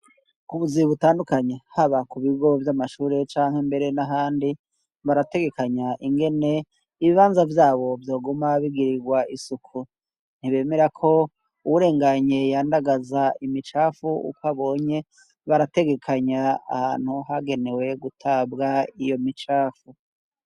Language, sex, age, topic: Rundi, male, 36-49, education